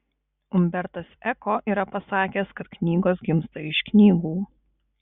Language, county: Lithuanian, Kaunas